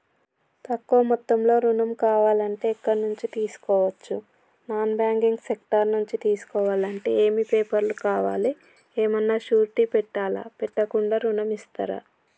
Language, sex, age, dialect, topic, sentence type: Telugu, male, 31-35, Telangana, banking, question